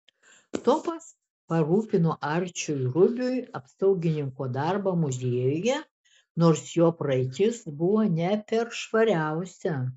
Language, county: Lithuanian, Šiauliai